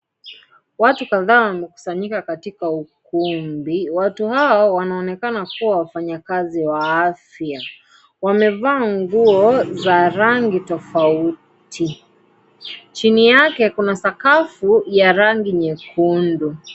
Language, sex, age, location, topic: Swahili, male, 25-35, Kisii, health